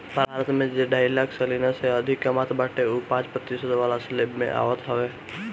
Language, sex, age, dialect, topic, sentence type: Bhojpuri, male, 18-24, Northern, banking, statement